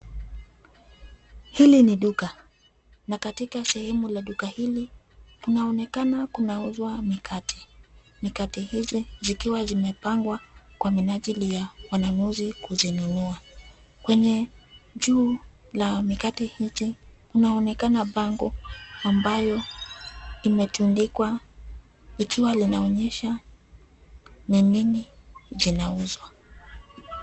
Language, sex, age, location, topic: Swahili, female, 25-35, Nairobi, finance